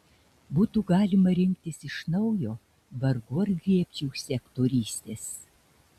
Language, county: Lithuanian, Šiauliai